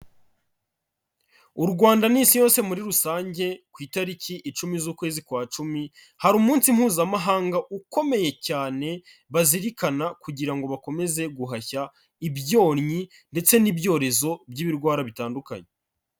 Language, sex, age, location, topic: Kinyarwanda, male, 25-35, Kigali, health